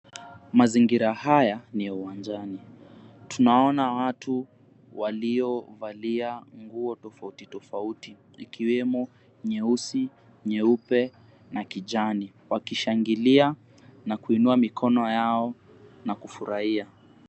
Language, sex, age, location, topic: Swahili, female, 50+, Mombasa, government